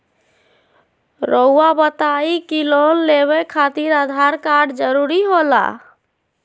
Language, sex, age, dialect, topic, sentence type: Magahi, female, 25-30, Southern, banking, question